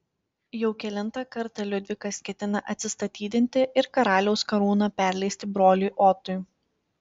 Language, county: Lithuanian, Panevėžys